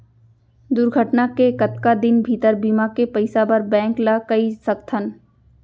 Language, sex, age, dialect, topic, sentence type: Chhattisgarhi, female, 25-30, Central, banking, question